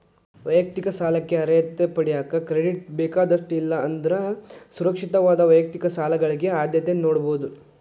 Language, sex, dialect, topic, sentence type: Kannada, male, Dharwad Kannada, banking, statement